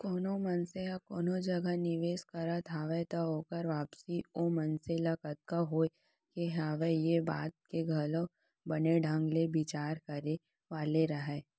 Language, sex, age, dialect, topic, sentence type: Chhattisgarhi, female, 18-24, Central, banking, statement